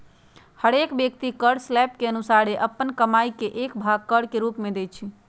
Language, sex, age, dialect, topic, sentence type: Magahi, female, 56-60, Western, banking, statement